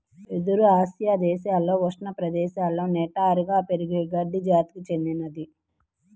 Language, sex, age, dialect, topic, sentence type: Telugu, female, 31-35, Central/Coastal, agriculture, statement